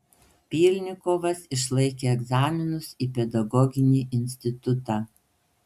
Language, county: Lithuanian, Panevėžys